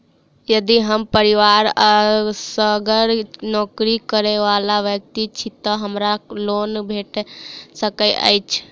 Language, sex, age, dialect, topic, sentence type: Maithili, female, 18-24, Southern/Standard, banking, question